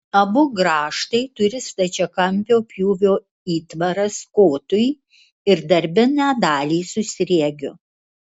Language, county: Lithuanian, Kaunas